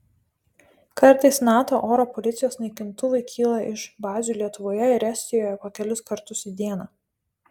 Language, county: Lithuanian, Panevėžys